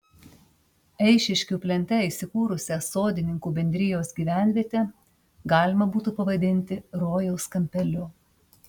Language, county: Lithuanian, Panevėžys